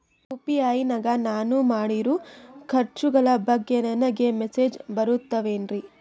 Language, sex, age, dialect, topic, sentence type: Kannada, female, 18-24, Northeastern, banking, question